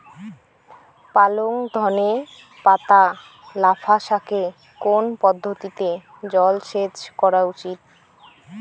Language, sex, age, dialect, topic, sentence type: Bengali, female, 18-24, Rajbangshi, agriculture, question